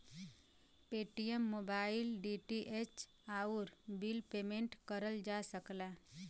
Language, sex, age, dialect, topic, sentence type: Bhojpuri, female, 25-30, Western, banking, statement